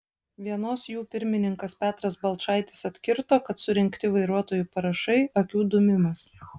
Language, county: Lithuanian, Utena